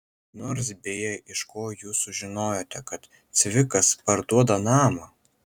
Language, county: Lithuanian, Kaunas